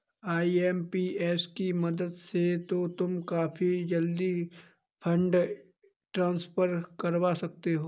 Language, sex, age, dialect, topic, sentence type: Hindi, male, 25-30, Kanauji Braj Bhasha, banking, statement